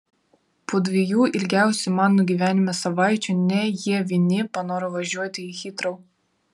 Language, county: Lithuanian, Vilnius